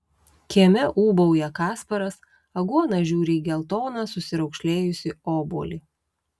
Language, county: Lithuanian, Utena